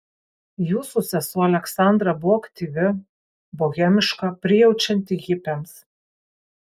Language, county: Lithuanian, Kaunas